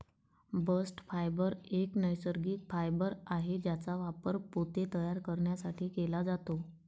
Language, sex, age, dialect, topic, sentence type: Marathi, male, 31-35, Varhadi, agriculture, statement